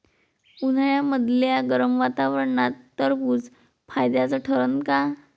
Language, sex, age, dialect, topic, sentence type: Marathi, female, 25-30, Varhadi, agriculture, question